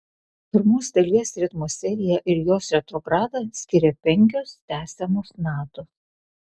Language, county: Lithuanian, Alytus